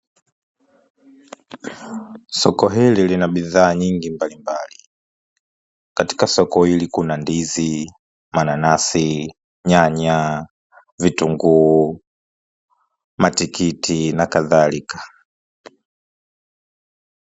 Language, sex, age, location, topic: Swahili, male, 25-35, Dar es Salaam, finance